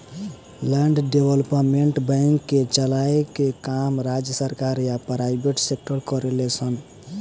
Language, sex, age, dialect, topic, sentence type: Bhojpuri, male, 18-24, Southern / Standard, banking, statement